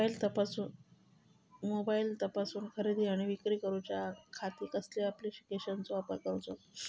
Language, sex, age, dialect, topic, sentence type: Marathi, female, 41-45, Southern Konkan, agriculture, question